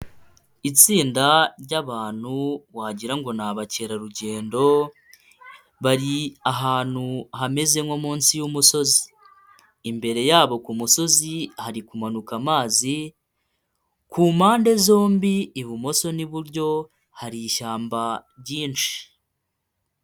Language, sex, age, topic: Kinyarwanda, male, 25-35, health